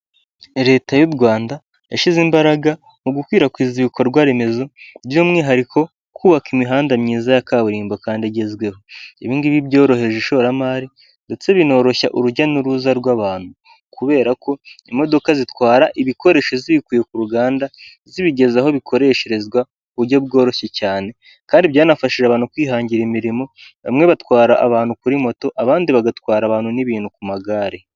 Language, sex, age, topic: Kinyarwanda, male, 18-24, government